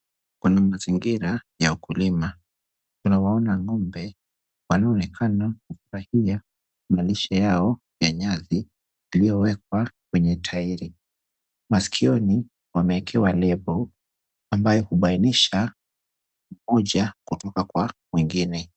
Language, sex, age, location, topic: Swahili, male, 25-35, Kisumu, agriculture